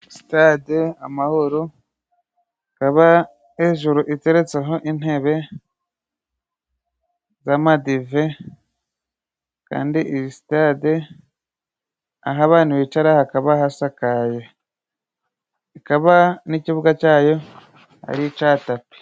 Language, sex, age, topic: Kinyarwanda, male, 25-35, government